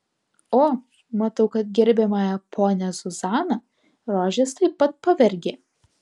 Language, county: Lithuanian, Alytus